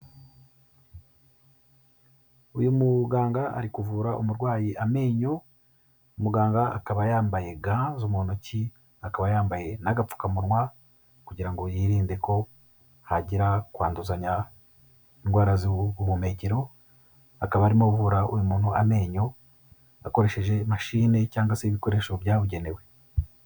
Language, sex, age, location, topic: Kinyarwanda, male, 36-49, Kigali, health